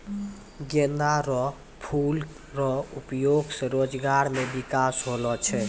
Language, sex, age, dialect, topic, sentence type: Maithili, male, 18-24, Angika, agriculture, statement